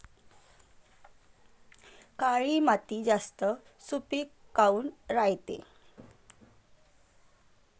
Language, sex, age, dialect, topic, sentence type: Marathi, female, 25-30, Varhadi, agriculture, question